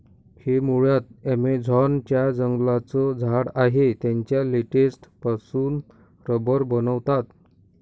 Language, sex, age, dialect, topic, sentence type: Marathi, male, 60-100, Northern Konkan, agriculture, statement